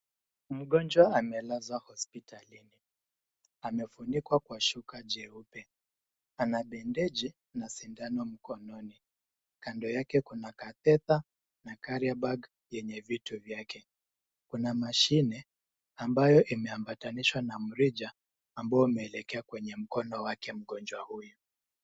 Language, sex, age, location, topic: Swahili, male, 25-35, Nairobi, health